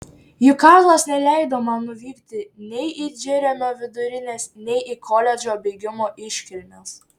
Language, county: Lithuanian, Šiauliai